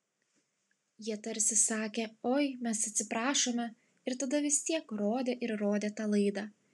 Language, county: Lithuanian, Klaipėda